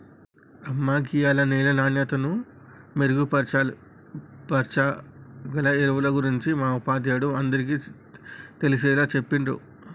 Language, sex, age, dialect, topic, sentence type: Telugu, male, 36-40, Telangana, agriculture, statement